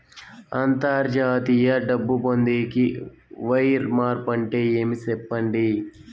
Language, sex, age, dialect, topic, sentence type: Telugu, male, 18-24, Southern, banking, question